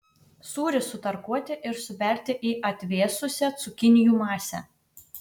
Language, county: Lithuanian, Utena